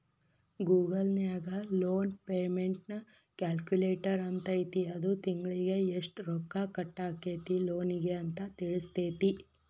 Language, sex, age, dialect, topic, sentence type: Kannada, female, 18-24, Dharwad Kannada, banking, statement